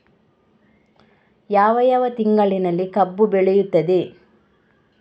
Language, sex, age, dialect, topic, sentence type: Kannada, female, 31-35, Coastal/Dakshin, agriculture, question